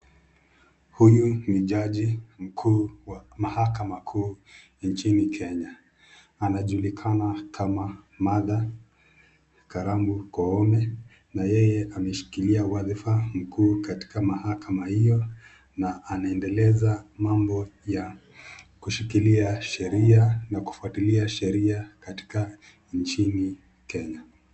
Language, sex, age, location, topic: Swahili, male, 25-35, Nakuru, government